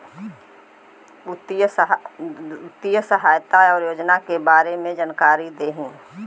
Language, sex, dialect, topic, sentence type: Bhojpuri, female, Western, agriculture, question